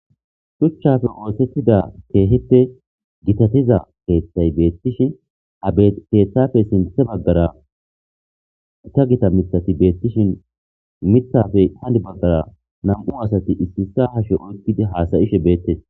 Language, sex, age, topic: Gamo, male, 25-35, government